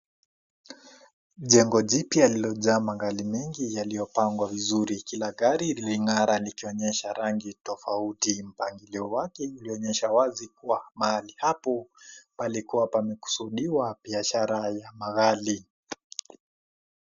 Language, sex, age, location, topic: Swahili, male, 18-24, Kisii, finance